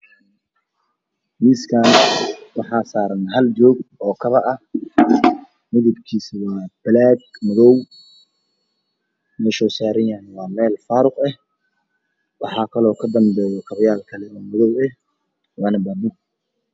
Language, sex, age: Somali, male, 18-24